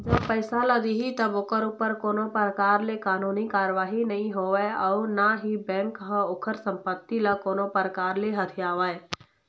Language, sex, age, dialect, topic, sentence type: Chhattisgarhi, female, 25-30, Eastern, banking, statement